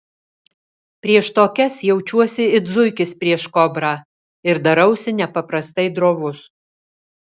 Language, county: Lithuanian, Alytus